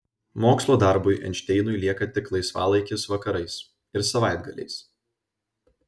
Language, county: Lithuanian, Vilnius